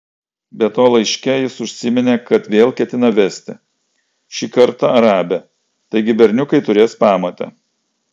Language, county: Lithuanian, Klaipėda